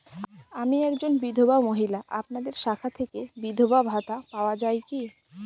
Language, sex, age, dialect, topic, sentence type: Bengali, female, 18-24, Northern/Varendri, banking, question